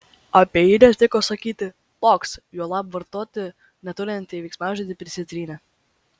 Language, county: Lithuanian, Vilnius